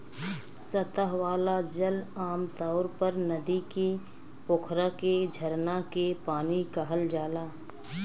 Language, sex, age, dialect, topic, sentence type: Bhojpuri, female, 25-30, Southern / Standard, agriculture, statement